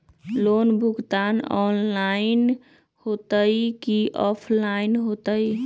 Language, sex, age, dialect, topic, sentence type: Magahi, male, 36-40, Western, banking, question